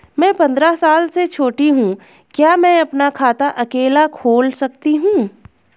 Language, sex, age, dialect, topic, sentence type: Hindi, female, 25-30, Garhwali, banking, question